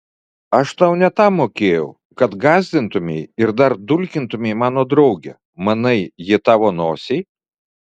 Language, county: Lithuanian, Vilnius